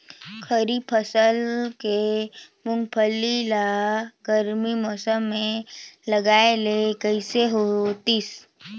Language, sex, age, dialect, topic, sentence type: Chhattisgarhi, female, 18-24, Northern/Bhandar, agriculture, question